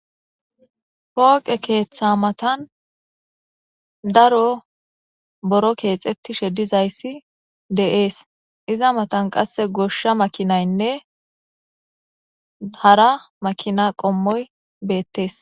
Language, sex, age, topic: Gamo, female, 18-24, government